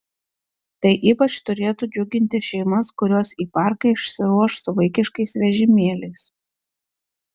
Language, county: Lithuanian, Klaipėda